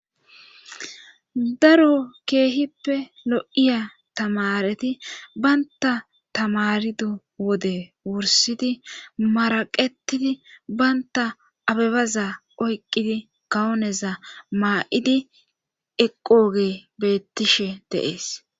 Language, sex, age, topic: Gamo, female, 25-35, government